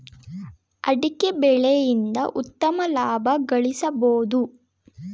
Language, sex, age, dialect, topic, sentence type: Kannada, female, 18-24, Mysore Kannada, banking, statement